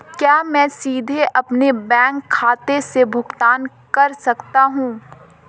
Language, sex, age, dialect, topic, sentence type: Hindi, female, 18-24, Marwari Dhudhari, banking, question